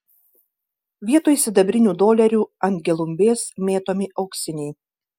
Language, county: Lithuanian, Kaunas